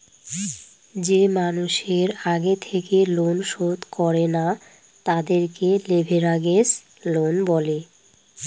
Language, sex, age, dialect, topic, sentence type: Bengali, female, 25-30, Northern/Varendri, banking, statement